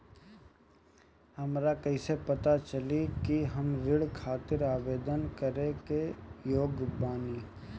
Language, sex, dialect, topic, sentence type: Bhojpuri, male, Northern, banking, statement